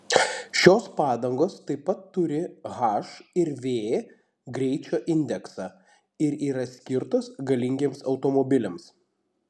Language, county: Lithuanian, Panevėžys